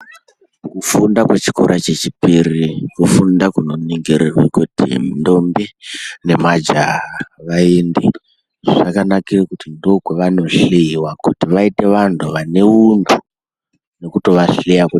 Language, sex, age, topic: Ndau, male, 18-24, education